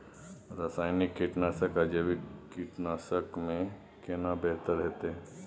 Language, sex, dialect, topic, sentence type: Maithili, male, Bajjika, agriculture, question